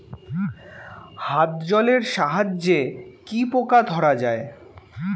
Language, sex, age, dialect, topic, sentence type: Bengali, male, 18-24, Standard Colloquial, agriculture, question